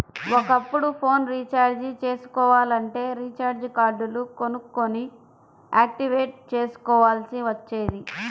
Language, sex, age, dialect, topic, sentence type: Telugu, female, 25-30, Central/Coastal, banking, statement